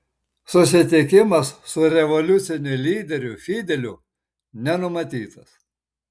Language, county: Lithuanian, Marijampolė